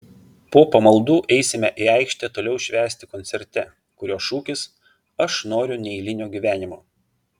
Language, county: Lithuanian, Vilnius